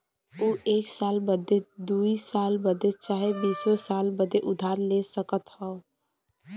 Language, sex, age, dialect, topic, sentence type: Bhojpuri, female, 18-24, Western, banking, statement